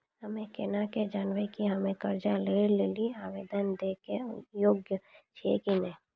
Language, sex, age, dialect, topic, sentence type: Maithili, female, 25-30, Angika, banking, statement